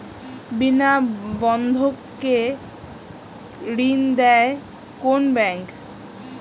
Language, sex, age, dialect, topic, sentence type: Bengali, female, 25-30, Standard Colloquial, banking, question